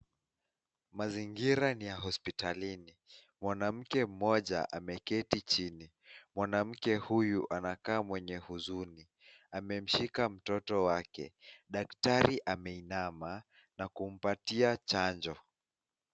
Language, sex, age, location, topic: Swahili, male, 18-24, Nakuru, health